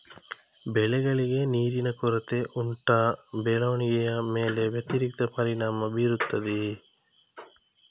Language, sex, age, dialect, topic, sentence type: Kannada, male, 25-30, Coastal/Dakshin, agriculture, question